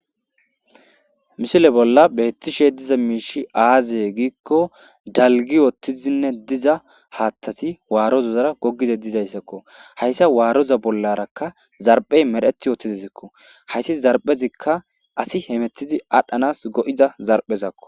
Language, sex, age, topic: Gamo, male, 25-35, agriculture